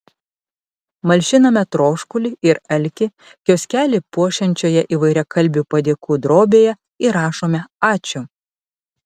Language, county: Lithuanian, Panevėžys